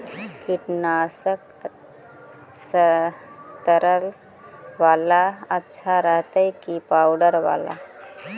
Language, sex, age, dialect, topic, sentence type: Magahi, female, 60-100, Central/Standard, agriculture, question